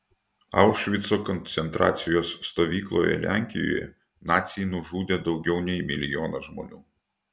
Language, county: Lithuanian, Utena